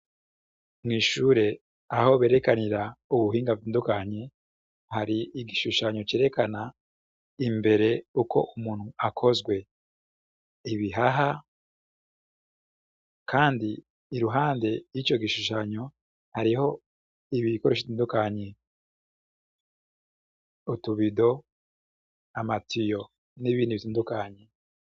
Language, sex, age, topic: Rundi, male, 25-35, education